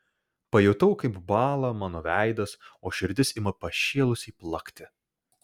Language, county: Lithuanian, Vilnius